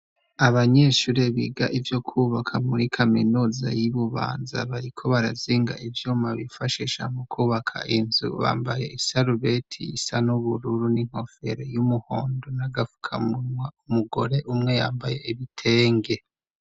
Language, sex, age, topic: Rundi, male, 25-35, education